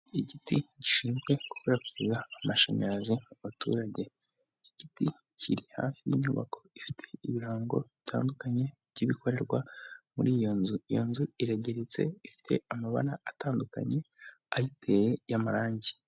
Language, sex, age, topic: Kinyarwanda, male, 18-24, government